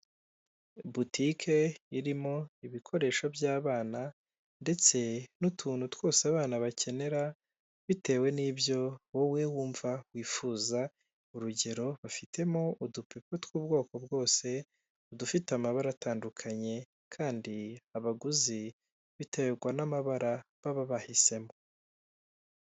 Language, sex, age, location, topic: Kinyarwanda, male, 25-35, Kigali, finance